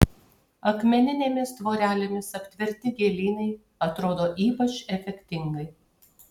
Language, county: Lithuanian, Kaunas